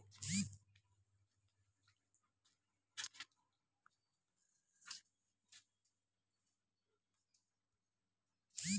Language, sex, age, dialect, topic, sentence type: Maithili, male, 18-24, Bajjika, banking, statement